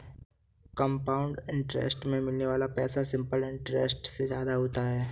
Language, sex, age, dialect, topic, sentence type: Hindi, male, 18-24, Kanauji Braj Bhasha, banking, statement